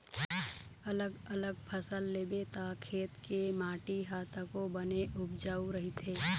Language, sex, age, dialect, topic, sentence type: Chhattisgarhi, female, 36-40, Eastern, agriculture, statement